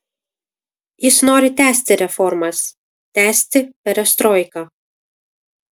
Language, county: Lithuanian, Kaunas